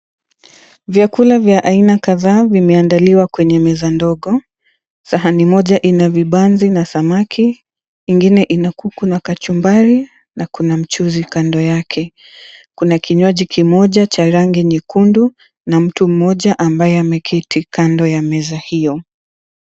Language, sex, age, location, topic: Swahili, female, 25-35, Mombasa, agriculture